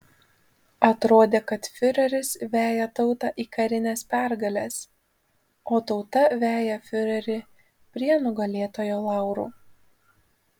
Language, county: Lithuanian, Panevėžys